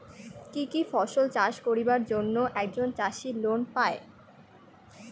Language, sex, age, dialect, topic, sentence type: Bengali, female, 18-24, Rajbangshi, agriculture, question